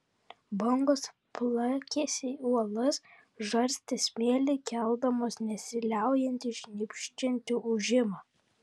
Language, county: Lithuanian, Vilnius